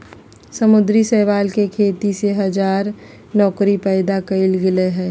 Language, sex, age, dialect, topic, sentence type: Magahi, female, 56-60, Southern, agriculture, statement